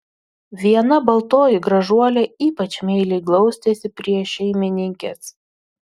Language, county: Lithuanian, Utena